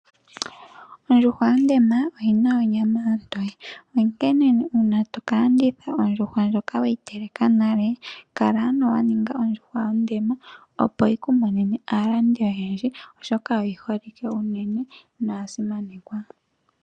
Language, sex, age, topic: Oshiwambo, female, 18-24, agriculture